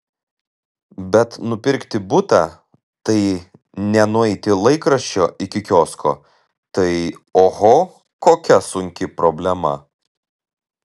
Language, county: Lithuanian, Telšiai